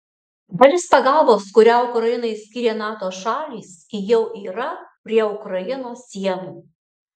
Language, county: Lithuanian, Alytus